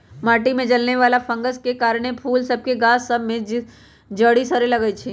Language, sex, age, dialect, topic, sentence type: Magahi, male, 18-24, Western, agriculture, statement